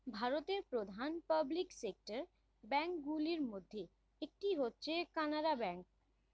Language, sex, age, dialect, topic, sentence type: Bengali, female, 25-30, Standard Colloquial, banking, statement